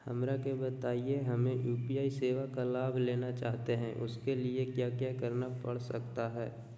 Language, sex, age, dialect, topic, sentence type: Magahi, male, 25-30, Southern, banking, question